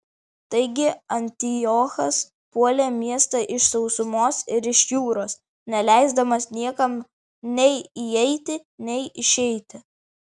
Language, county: Lithuanian, Vilnius